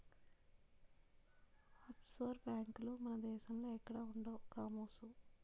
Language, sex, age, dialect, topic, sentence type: Telugu, female, 25-30, Utterandhra, banking, statement